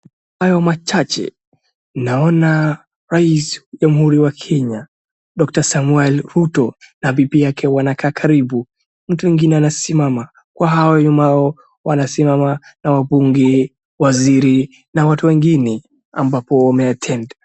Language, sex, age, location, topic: Swahili, male, 18-24, Wajir, government